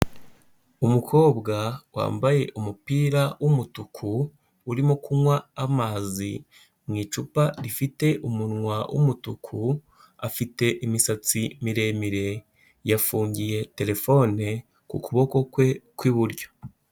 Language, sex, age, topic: Kinyarwanda, male, 18-24, health